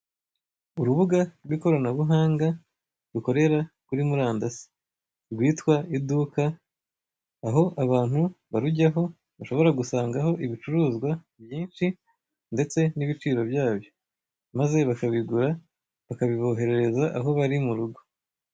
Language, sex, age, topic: Kinyarwanda, male, 25-35, finance